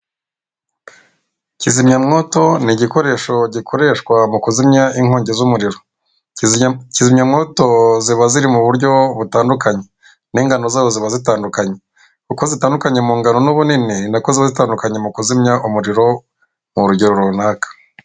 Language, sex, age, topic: Kinyarwanda, female, 36-49, government